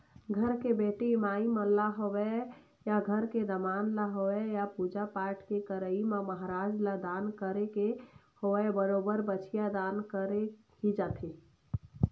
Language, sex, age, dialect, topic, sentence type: Chhattisgarhi, female, 25-30, Eastern, banking, statement